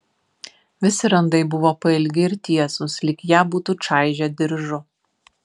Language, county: Lithuanian, Vilnius